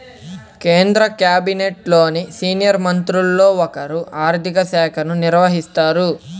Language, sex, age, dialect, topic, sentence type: Telugu, male, 18-24, Central/Coastal, banking, statement